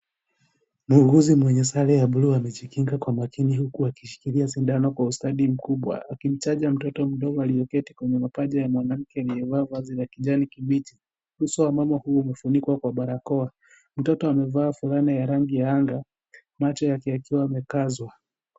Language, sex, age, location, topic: Swahili, male, 18-24, Kisii, health